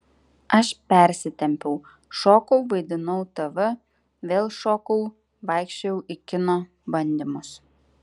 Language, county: Lithuanian, Klaipėda